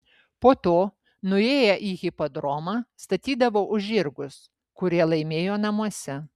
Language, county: Lithuanian, Vilnius